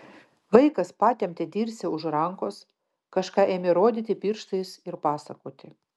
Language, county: Lithuanian, Vilnius